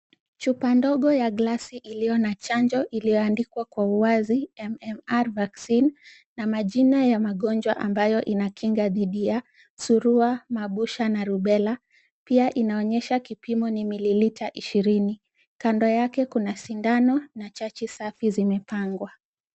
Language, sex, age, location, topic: Swahili, female, 25-35, Kisumu, health